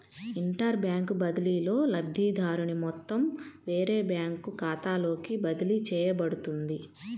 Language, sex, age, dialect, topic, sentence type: Telugu, female, 25-30, Central/Coastal, banking, statement